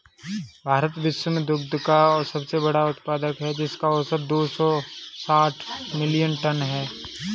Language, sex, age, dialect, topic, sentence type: Hindi, male, 18-24, Kanauji Braj Bhasha, agriculture, statement